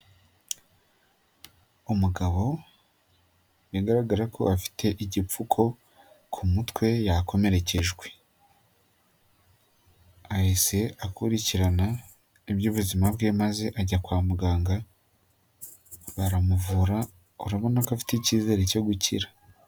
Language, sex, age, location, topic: Kinyarwanda, male, 18-24, Nyagatare, health